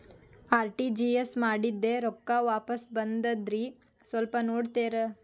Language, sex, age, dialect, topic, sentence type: Kannada, female, 18-24, Dharwad Kannada, banking, question